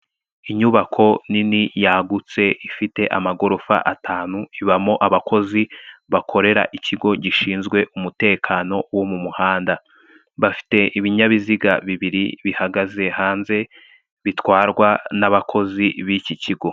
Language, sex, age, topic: Kinyarwanda, male, 18-24, government